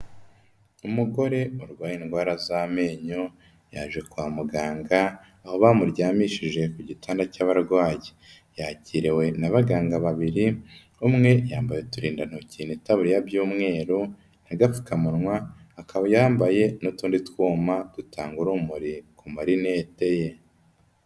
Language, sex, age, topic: Kinyarwanda, female, 18-24, health